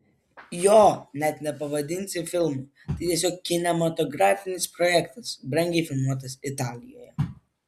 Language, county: Lithuanian, Vilnius